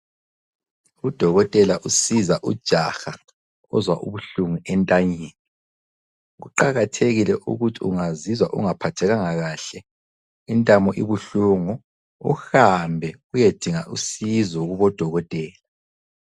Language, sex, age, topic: North Ndebele, male, 25-35, health